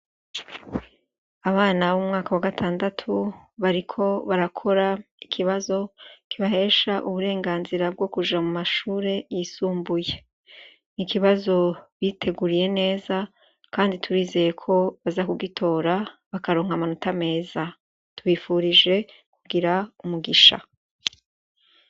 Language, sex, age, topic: Rundi, female, 36-49, education